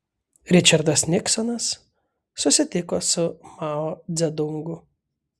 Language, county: Lithuanian, Kaunas